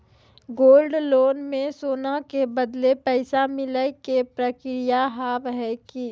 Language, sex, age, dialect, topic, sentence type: Maithili, female, 18-24, Angika, banking, question